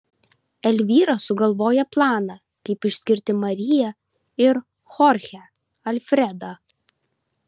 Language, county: Lithuanian, Vilnius